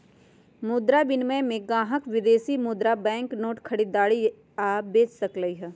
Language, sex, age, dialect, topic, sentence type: Magahi, female, 60-100, Western, banking, statement